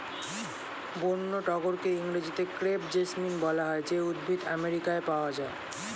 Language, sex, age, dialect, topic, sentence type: Bengali, male, 18-24, Standard Colloquial, agriculture, statement